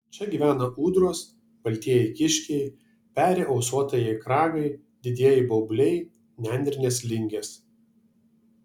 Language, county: Lithuanian, Vilnius